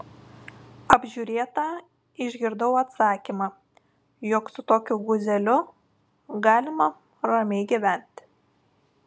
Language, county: Lithuanian, Telšiai